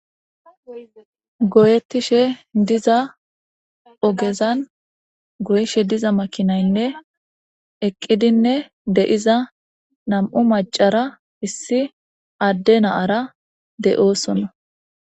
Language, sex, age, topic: Gamo, female, 18-24, government